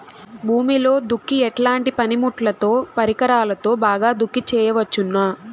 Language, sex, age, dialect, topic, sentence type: Telugu, female, 18-24, Southern, agriculture, question